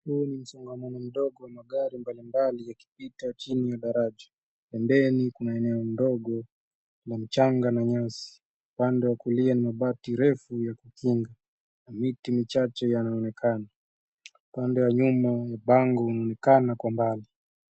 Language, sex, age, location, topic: Swahili, male, 25-35, Nairobi, government